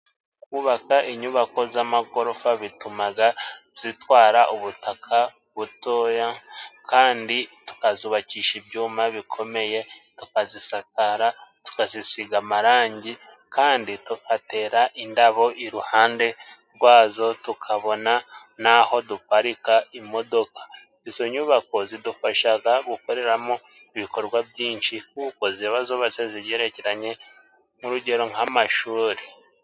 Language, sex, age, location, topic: Kinyarwanda, male, 25-35, Musanze, government